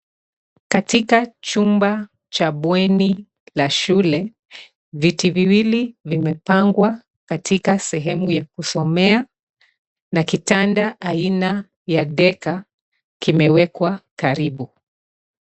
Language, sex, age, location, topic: Swahili, female, 36-49, Nairobi, education